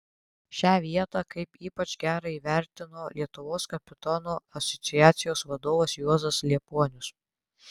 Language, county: Lithuanian, Tauragė